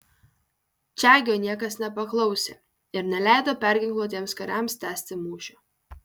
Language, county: Lithuanian, Kaunas